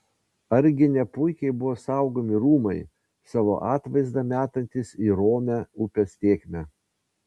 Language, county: Lithuanian, Vilnius